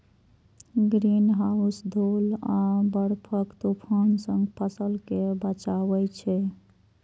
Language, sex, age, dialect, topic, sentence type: Maithili, female, 25-30, Eastern / Thethi, agriculture, statement